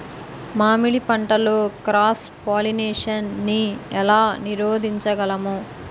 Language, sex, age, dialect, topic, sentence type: Telugu, female, 18-24, Utterandhra, agriculture, question